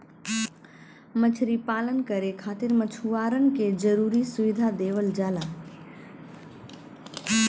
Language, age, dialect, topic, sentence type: Bhojpuri, 31-35, Western, agriculture, statement